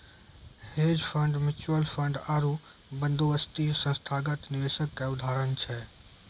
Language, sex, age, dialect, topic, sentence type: Maithili, male, 18-24, Angika, banking, statement